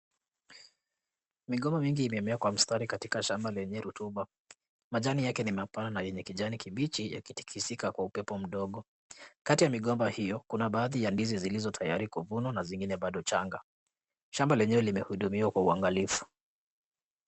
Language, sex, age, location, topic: Swahili, male, 18-24, Kisumu, agriculture